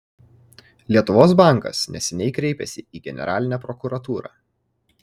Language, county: Lithuanian, Kaunas